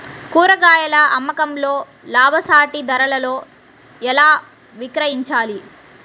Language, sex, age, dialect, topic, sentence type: Telugu, female, 36-40, Central/Coastal, agriculture, question